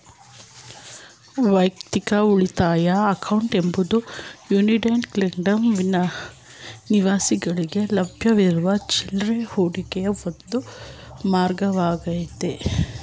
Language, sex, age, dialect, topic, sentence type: Kannada, female, 31-35, Mysore Kannada, banking, statement